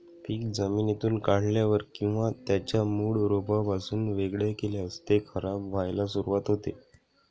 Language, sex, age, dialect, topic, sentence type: Marathi, male, 18-24, Northern Konkan, agriculture, statement